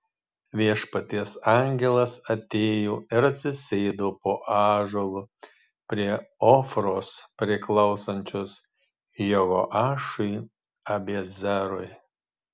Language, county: Lithuanian, Marijampolė